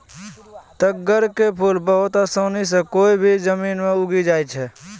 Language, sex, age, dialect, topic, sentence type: Maithili, male, 25-30, Angika, agriculture, statement